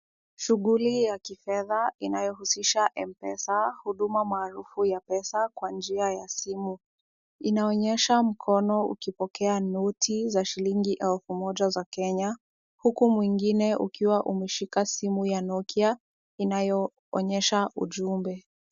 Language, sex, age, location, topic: Swahili, female, 18-24, Kisumu, finance